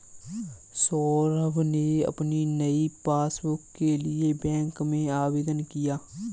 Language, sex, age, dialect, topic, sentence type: Hindi, male, 18-24, Kanauji Braj Bhasha, banking, statement